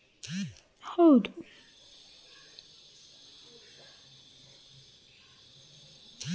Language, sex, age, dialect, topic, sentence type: Kannada, female, 18-24, Mysore Kannada, agriculture, statement